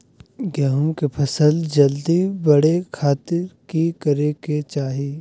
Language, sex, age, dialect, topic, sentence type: Magahi, male, 56-60, Southern, agriculture, question